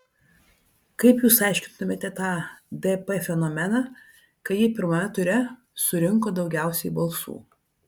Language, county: Lithuanian, Vilnius